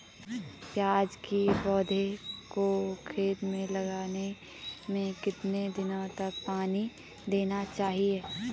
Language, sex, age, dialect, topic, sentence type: Hindi, female, 25-30, Garhwali, agriculture, question